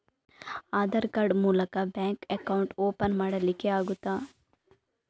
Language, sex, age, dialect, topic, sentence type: Kannada, female, 25-30, Coastal/Dakshin, banking, question